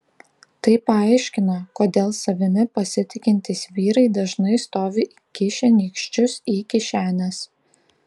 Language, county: Lithuanian, Klaipėda